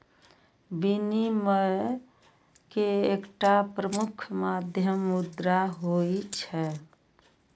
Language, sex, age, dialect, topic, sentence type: Maithili, female, 51-55, Eastern / Thethi, banking, statement